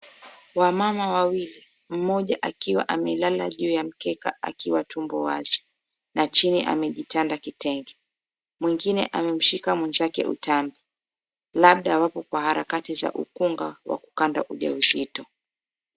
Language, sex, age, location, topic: Swahili, female, 25-35, Mombasa, health